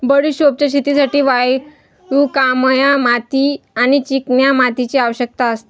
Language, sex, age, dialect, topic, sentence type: Marathi, female, 18-24, Northern Konkan, agriculture, statement